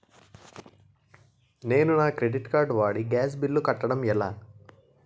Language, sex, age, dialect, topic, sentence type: Telugu, male, 18-24, Utterandhra, banking, question